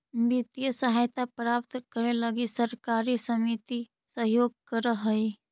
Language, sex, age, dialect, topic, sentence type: Magahi, female, 41-45, Central/Standard, banking, statement